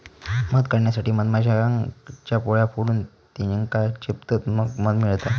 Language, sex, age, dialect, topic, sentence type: Marathi, male, 18-24, Southern Konkan, agriculture, statement